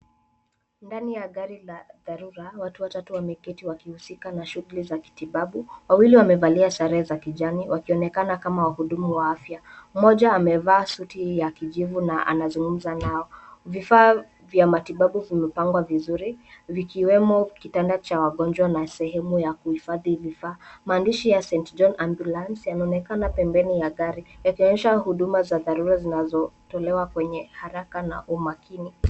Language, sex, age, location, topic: Swahili, female, 18-24, Nairobi, health